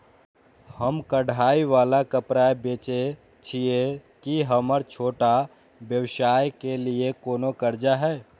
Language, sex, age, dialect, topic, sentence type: Maithili, male, 18-24, Eastern / Thethi, banking, question